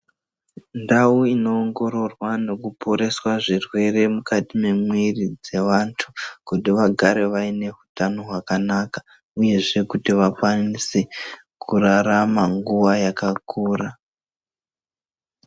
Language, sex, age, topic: Ndau, male, 25-35, health